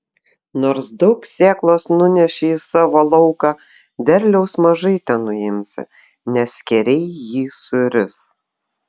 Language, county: Lithuanian, Vilnius